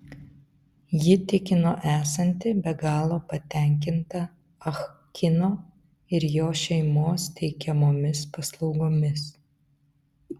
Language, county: Lithuanian, Vilnius